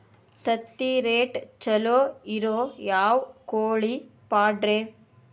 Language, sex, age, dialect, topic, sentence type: Kannada, female, 31-35, Dharwad Kannada, agriculture, question